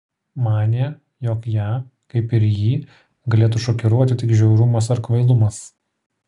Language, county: Lithuanian, Kaunas